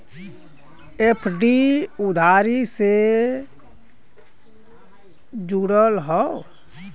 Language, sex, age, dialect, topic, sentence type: Bhojpuri, male, 25-30, Western, banking, statement